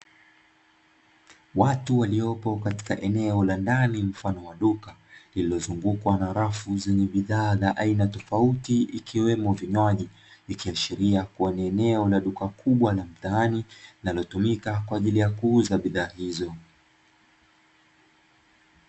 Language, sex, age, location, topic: Swahili, male, 25-35, Dar es Salaam, finance